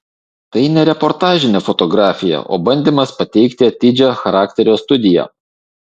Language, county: Lithuanian, Šiauliai